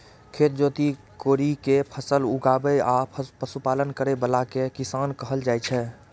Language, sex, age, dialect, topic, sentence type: Maithili, male, 25-30, Eastern / Thethi, agriculture, statement